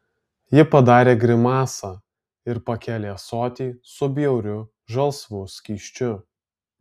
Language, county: Lithuanian, Alytus